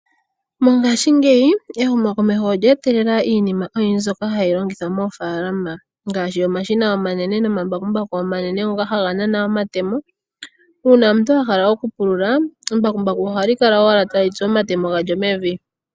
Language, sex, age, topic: Oshiwambo, female, 18-24, agriculture